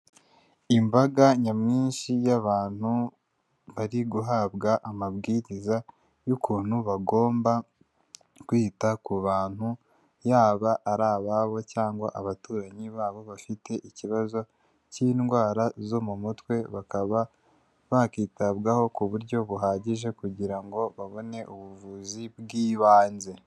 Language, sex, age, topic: Kinyarwanda, male, 18-24, health